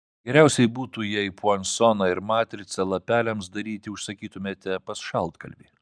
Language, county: Lithuanian, Vilnius